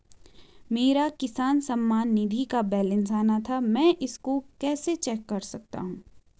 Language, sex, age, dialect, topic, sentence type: Hindi, female, 18-24, Garhwali, banking, question